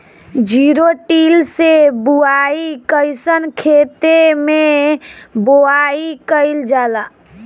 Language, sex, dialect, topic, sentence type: Bhojpuri, female, Northern, agriculture, question